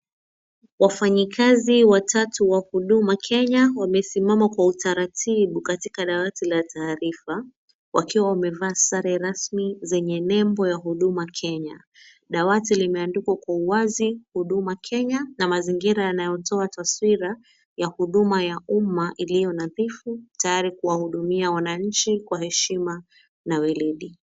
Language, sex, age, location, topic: Swahili, female, 25-35, Mombasa, government